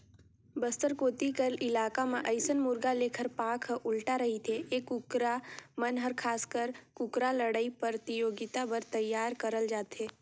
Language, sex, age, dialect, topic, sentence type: Chhattisgarhi, female, 18-24, Northern/Bhandar, agriculture, statement